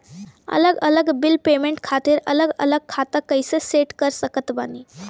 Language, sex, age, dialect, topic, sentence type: Bhojpuri, female, <18, Southern / Standard, banking, question